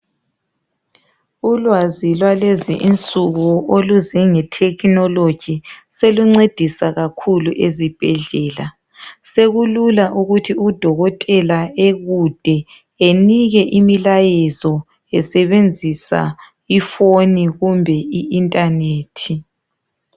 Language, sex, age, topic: North Ndebele, male, 36-49, health